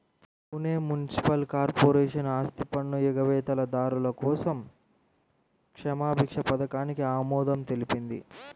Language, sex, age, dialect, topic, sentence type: Telugu, male, 18-24, Central/Coastal, banking, statement